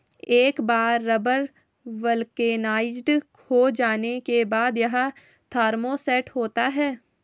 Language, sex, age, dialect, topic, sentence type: Hindi, female, 18-24, Hindustani Malvi Khadi Boli, agriculture, statement